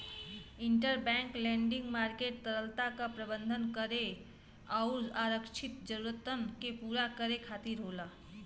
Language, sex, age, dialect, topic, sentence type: Bhojpuri, female, 31-35, Western, banking, statement